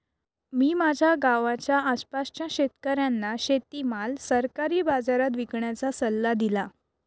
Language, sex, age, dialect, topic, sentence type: Marathi, female, 31-35, Northern Konkan, agriculture, statement